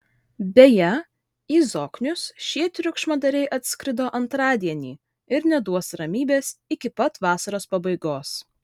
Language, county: Lithuanian, Vilnius